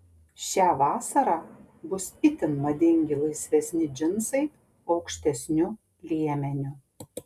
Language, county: Lithuanian, Panevėžys